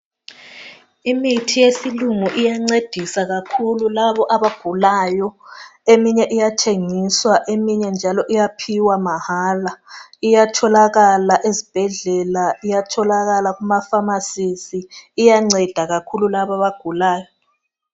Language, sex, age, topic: North Ndebele, female, 25-35, health